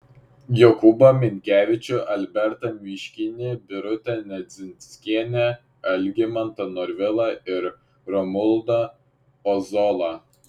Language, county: Lithuanian, Šiauliai